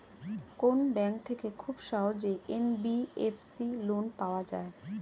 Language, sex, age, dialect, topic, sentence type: Bengali, female, 36-40, Standard Colloquial, banking, question